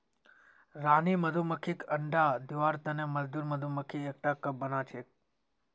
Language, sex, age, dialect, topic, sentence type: Magahi, male, 18-24, Northeastern/Surjapuri, agriculture, statement